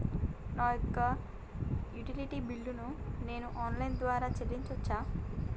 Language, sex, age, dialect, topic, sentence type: Telugu, female, 18-24, Telangana, banking, question